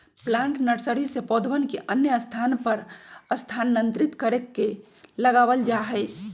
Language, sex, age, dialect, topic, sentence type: Magahi, female, 46-50, Western, agriculture, statement